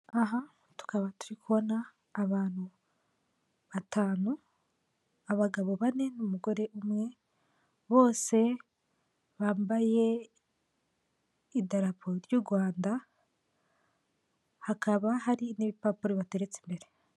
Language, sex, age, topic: Kinyarwanda, female, 18-24, government